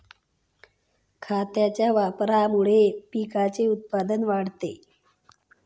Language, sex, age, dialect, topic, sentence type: Marathi, female, 25-30, Standard Marathi, agriculture, statement